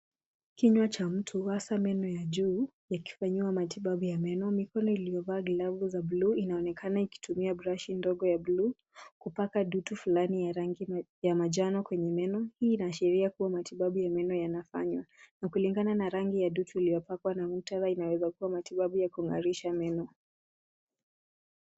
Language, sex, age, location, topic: Swahili, female, 18-24, Nairobi, health